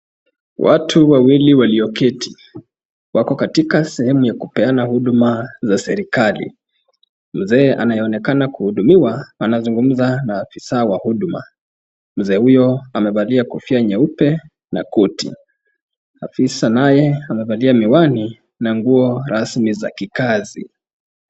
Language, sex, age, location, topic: Swahili, male, 25-35, Kisumu, government